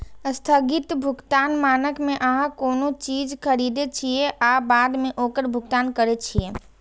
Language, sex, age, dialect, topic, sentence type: Maithili, female, 18-24, Eastern / Thethi, banking, statement